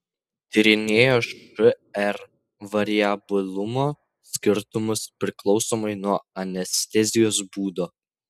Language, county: Lithuanian, Vilnius